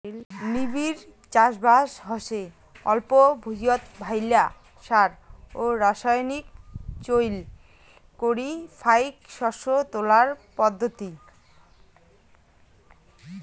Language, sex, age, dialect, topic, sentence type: Bengali, female, 18-24, Rajbangshi, agriculture, statement